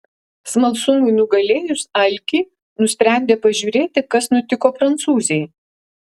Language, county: Lithuanian, Alytus